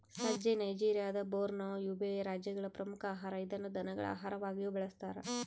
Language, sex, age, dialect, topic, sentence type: Kannada, female, 31-35, Central, agriculture, statement